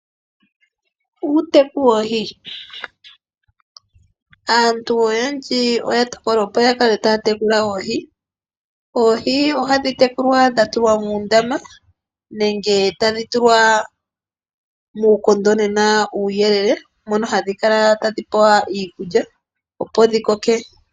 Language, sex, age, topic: Oshiwambo, female, 25-35, agriculture